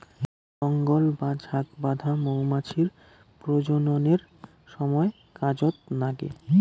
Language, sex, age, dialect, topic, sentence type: Bengali, male, 18-24, Rajbangshi, agriculture, statement